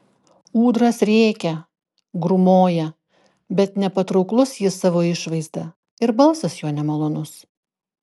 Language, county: Lithuanian, Klaipėda